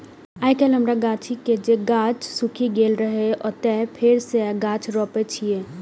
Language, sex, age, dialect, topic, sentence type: Maithili, female, 25-30, Eastern / Thethi, agriculture, statement